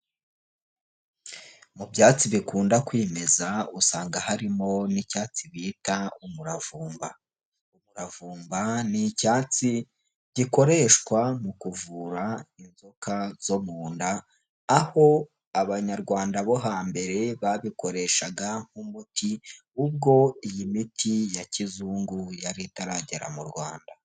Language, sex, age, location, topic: Kinyarwanda, male, 18-24, Huye, health